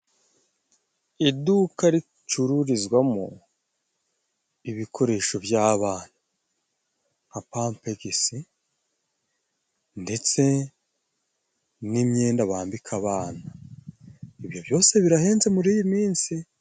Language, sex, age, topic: Kinyarwanda, male, 25-35, finance